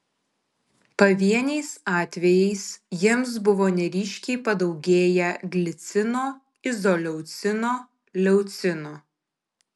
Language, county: Lithuanian, Kaunas